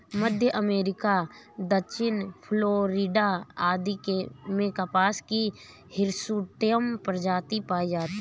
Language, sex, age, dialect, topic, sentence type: Hindi, female, 31-35, Awadhi Bundeli, agriculture, statement